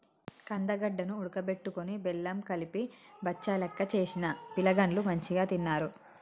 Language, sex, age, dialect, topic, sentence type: Telugu, female, 25-30, Telangana, agriculture, statement